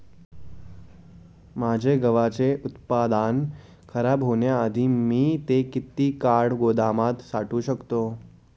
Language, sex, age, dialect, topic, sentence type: Marathi, male, 18-24, Standard Marathi, agriculture, question